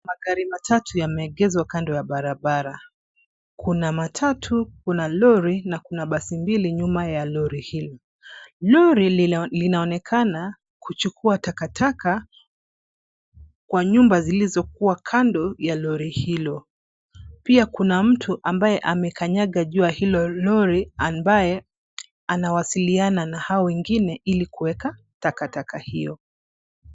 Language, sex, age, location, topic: Swahili, female, 25-35, Nairobi, government